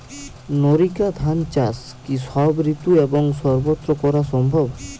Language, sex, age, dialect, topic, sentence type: Bengali, male, 18-24, Jharkhandi, agriculture, question